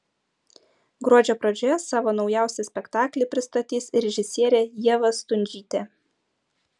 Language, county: Lithuanian, Utena